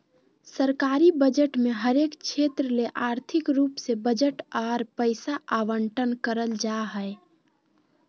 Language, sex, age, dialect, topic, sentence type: Magahi, female, 56-60, Southern, banking, statement